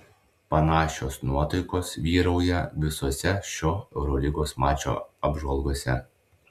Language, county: Lithuanian, Klaipėda